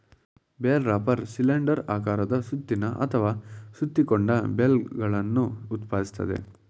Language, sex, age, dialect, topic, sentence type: Kannada, male, 25-30, Mysore Kannada, agriculture, statement